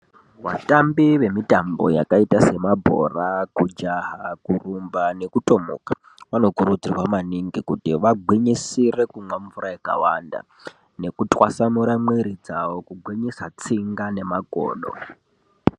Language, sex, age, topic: Ndau, male, 18-24, health